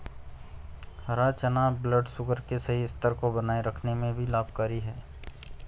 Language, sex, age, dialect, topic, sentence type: Hindi, male, 51-55, Garhwali, agriculture, statement